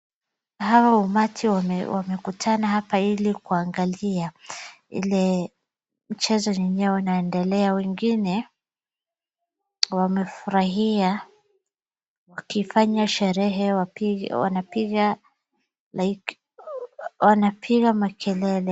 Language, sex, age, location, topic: Swahili, female, 25-35, Wajir, government